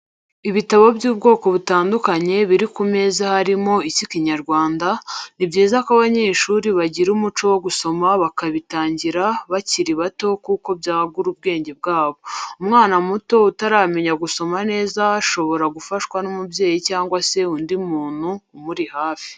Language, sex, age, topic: Kinyarwanda, female, 25-35, education